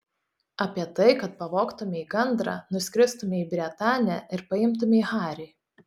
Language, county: Lithuanian, Telšiai